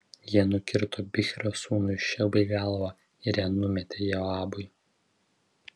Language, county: Lithuanian, Vilnius